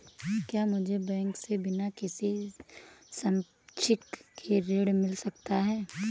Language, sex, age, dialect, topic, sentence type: Hindi, female, 18-24, Awadhi Bundeli, banking, question